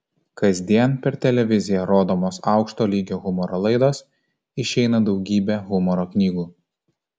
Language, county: Lithuanian, Kaunas